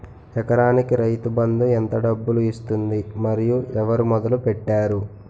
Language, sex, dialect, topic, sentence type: Telugu, male, Utterandhra, agriculture, question